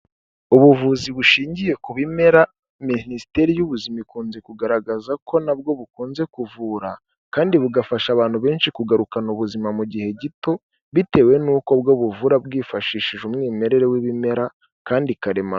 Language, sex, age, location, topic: Kinyarwanda, male, 18-24, Kigali, health